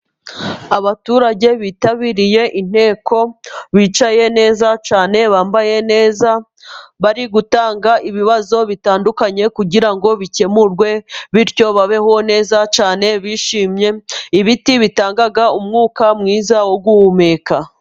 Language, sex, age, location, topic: Kinyarwanda, female, 25-35, Musanze, government